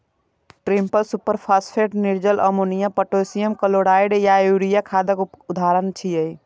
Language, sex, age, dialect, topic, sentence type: Maithili, male, 25-30, Eastern / Thethi, agriculture, statement